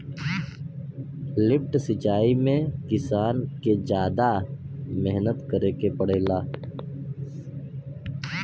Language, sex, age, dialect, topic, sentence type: Bhojpuri, male, 60-100, Western, agriculture, statement